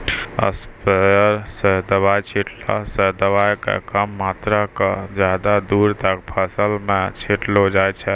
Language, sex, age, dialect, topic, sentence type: Maithili, male, 60-100, Angika, agriculture, statement